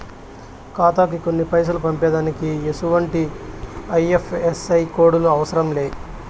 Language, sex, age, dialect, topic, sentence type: Telugu, male, 25-30, Southern, banking, statement